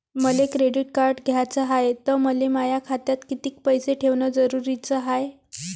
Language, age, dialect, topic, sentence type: Marathi, 25-30, Varhadi, banking, question